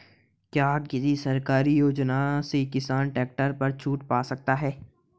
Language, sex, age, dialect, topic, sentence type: Hindi, male, 18-24, Hindustani Malvi Khadi Boli, agriculture, question